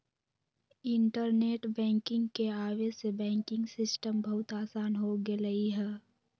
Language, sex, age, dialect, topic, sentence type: Magahi, female, 18-24, Western, banking, statement